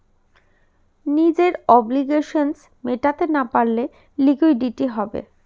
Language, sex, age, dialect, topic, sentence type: Bengali, female, 31-35, Northern/Varendri, banking, statement